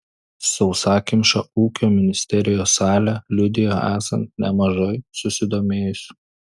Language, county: Lithuanian, Klaipėda